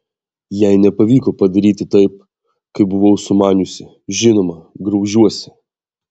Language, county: Lithuanian, Vilnius